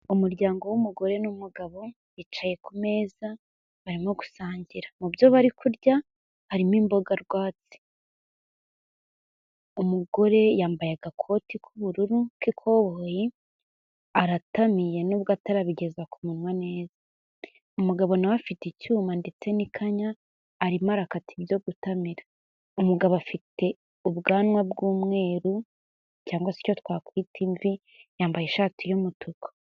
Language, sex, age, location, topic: Kinyarwanda, female, 18-24, Kigali, health